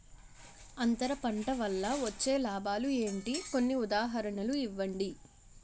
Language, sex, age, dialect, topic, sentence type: Telugu, female, 56-60, Utterandhra, agriculture, question